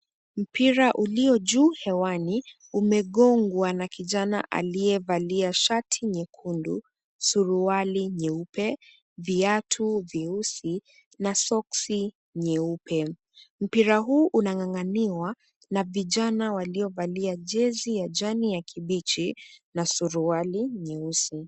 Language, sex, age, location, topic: Swahili, female, 18-24, Kisumu, education